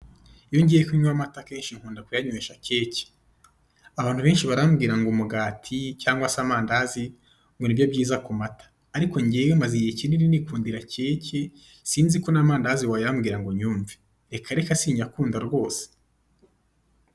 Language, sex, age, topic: Kinyarwanda, male, 25-35, finance